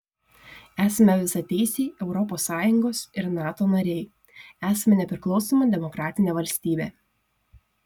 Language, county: Lithuanian, Šiauliai